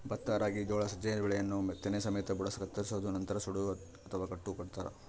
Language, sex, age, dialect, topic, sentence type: Kannada, male, 31-35, Central, agriculture, statement